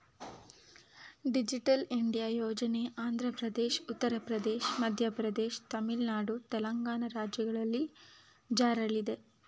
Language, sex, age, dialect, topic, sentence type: Kannada, female, 25-30, Mysore Kannada, banking, statement